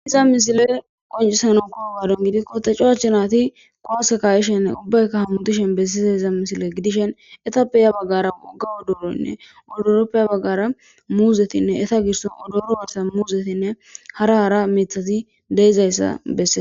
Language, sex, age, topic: Gamo, female, 25-35, government